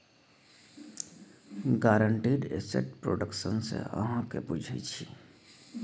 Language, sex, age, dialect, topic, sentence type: Maithili, male, 31-35, Bajjika, banking, statement